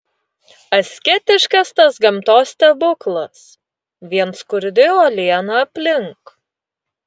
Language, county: Lithuanian, Utena